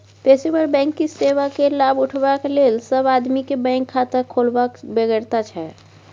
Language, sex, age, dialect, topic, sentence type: Maithili, female, 18-24, Bajjika, banking, statement